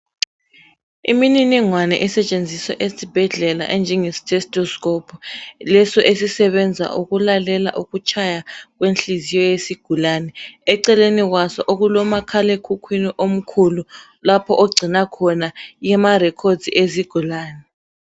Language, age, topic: North Ndebele, 36-49, health